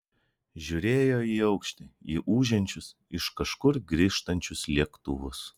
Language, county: Lithuanian, Vilnius